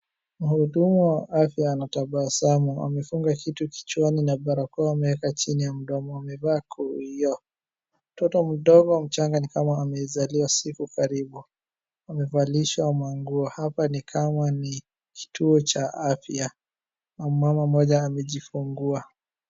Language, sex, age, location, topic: Swahili, female, 25-35, Wajir, health